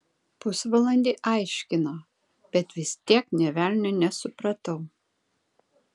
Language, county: Lithuanian, Kaunas